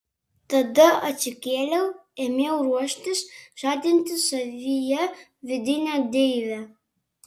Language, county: Lithuanian, Kaunas